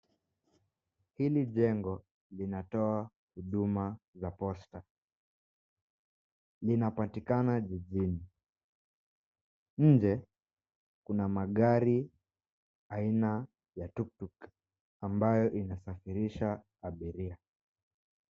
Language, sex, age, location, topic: Swahili, male, 18-24, Mombasa, government